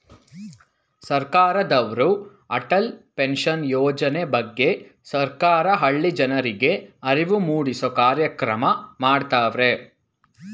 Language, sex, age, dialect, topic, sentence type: Kannada, male, 18-24, Mysore Kannada, banking, statement